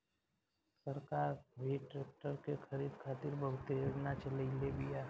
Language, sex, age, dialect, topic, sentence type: Bhojpuri, male, 18-24, Southern / Standard, agriculture, statement